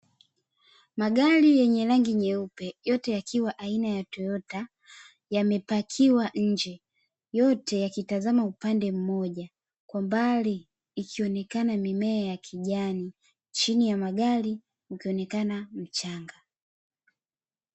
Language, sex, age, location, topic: Swahili, female, 25-35, Dar es Salaam, finance